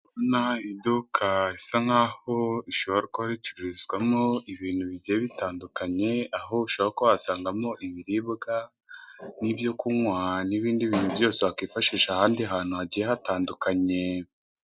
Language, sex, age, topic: Kinyarwanda, male, 25-35, finance